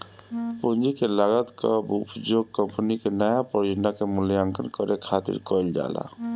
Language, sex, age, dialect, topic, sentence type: Bhojpuri, male, 36-40, Northern, banking, statement